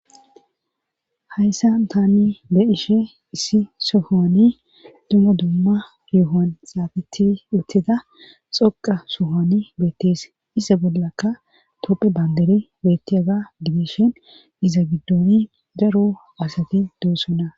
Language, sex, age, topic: Gamo, female, 36-49, government